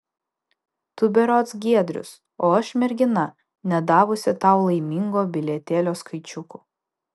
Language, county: Lithuanian, Vilnius